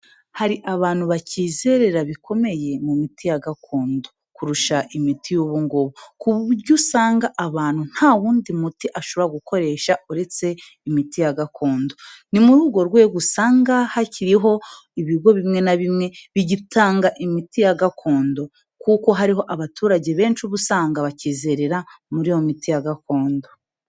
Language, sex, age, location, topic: Kinyarwanda, female, 18-24, Kigali, health